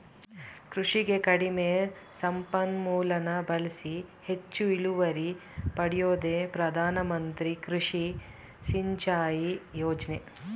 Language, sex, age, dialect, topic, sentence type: Kannada, female, 36-40, Mysore Kannada, agriculture, statement